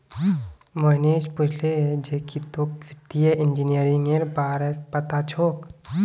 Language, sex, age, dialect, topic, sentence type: Magahi, male, 18-24, Northeastern/Surjapuri, banking, statement